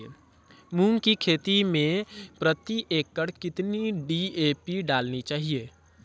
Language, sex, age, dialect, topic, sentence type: Hindi, female, 18-24, Marwari Dhudhari, agriculture, question